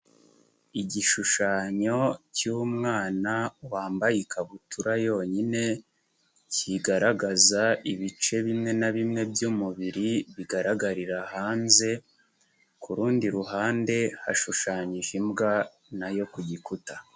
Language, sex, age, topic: Kinyarwanda, male, 18-24, education